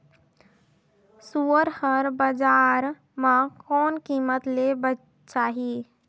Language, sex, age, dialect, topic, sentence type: Chhattisgarhi, female, 25-30, Northern/Bhandar, agriculture, question